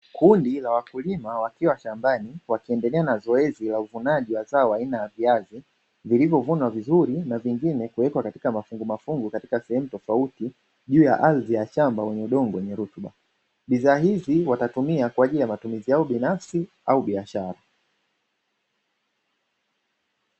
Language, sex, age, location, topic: Swahili, male, 25-35, Dar es Salaam, agriculture